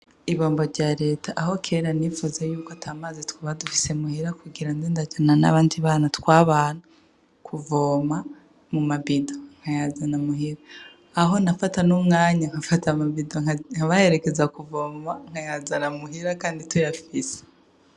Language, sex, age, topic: Rundi, female, 25-35, education